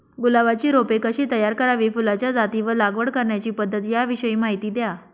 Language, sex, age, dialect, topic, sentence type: Marathi, female, 25-30, Northern Konkan, agriculture, question